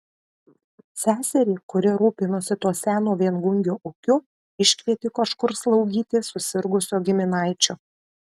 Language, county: Lithuanian, Kaunas